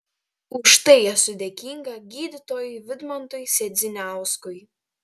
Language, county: Lithuanian, Telšiai